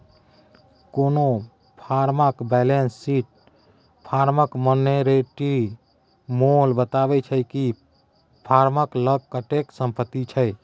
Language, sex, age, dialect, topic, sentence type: Maithili, male, 31-35, Bajjika, banking, statement